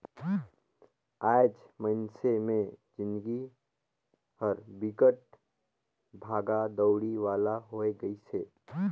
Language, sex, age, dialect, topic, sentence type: Chhattisgarhi, male, 18-24, Northern/Bhandar, banking, statement